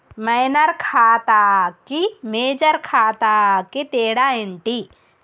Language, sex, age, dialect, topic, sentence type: Telugu, female, 18-24, Telangana, banking, question